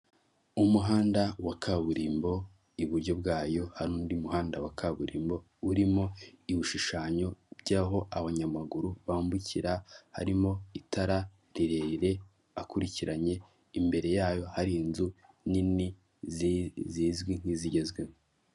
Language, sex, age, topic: Kinyarwanda, male, 18-24, government